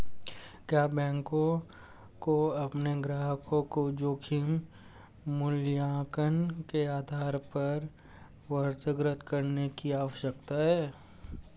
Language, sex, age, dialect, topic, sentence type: Hindi, male, 18-24, Hindustani Malvi Khadi Boli, banking, question